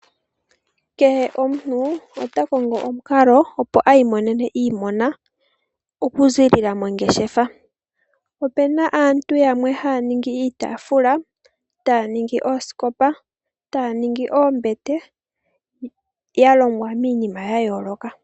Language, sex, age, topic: Oshiwambo, male, 18-24, finance